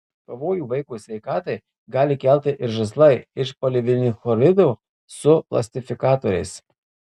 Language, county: Lithuanian, Marijampolė